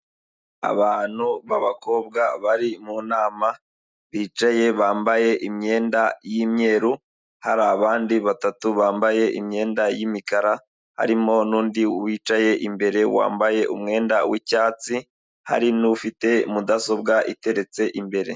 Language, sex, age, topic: Kinyarwanda, male, 25-35, health